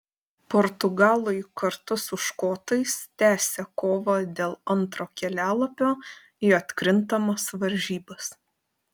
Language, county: Lithuanian, Panevėžys